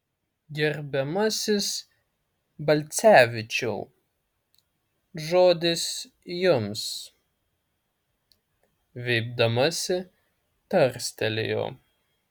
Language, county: Lithuanian, Alytus